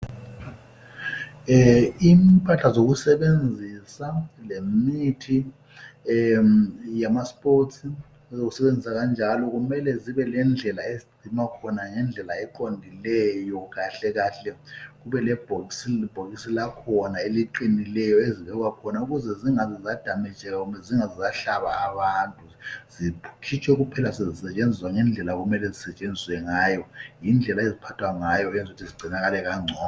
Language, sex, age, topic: North Ndebele, male, 50+, health